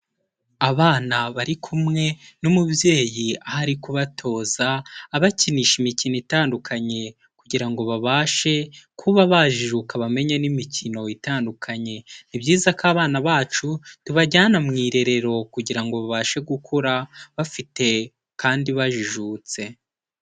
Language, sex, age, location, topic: Kinyarwanda, male, 18-24, Kigali, education